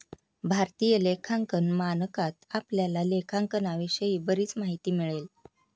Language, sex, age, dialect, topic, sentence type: Marathi, female, 31-35, Standard Marathi, banking, statement